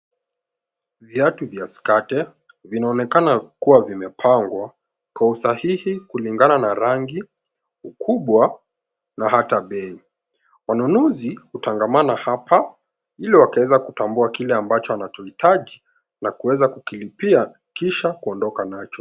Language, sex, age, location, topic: Swahili, male, 18-24, Nairobi, finance